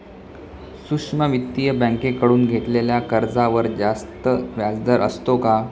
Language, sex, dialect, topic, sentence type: Marathi, male, Standard Marathi, banking, question